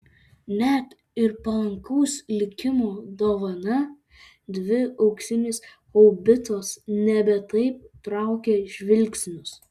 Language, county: Lithuanian, Alytus